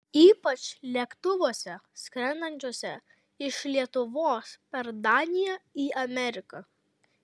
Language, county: Lithuanian, Kaunas